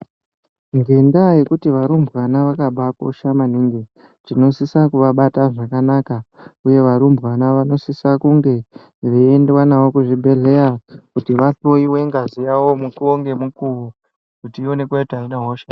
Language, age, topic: Ndau, 18-24, health